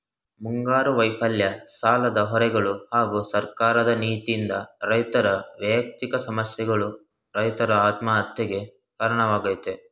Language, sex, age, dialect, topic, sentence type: Kannada, male, 18-24, Mysore Kannada, agriculture, statement